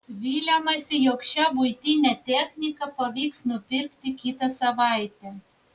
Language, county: Lithuanian, Vilnius